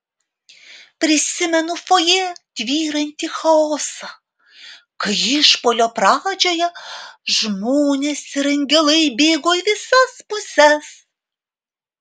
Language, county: Lithuanian, Alytus